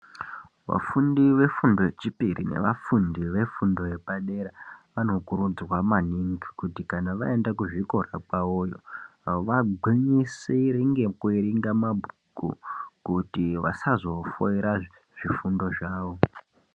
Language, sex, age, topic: Ndau, male, 25-35, education